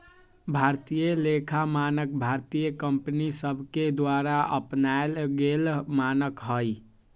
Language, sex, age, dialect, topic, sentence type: Magahi, male, 18-24, Western, banking, statement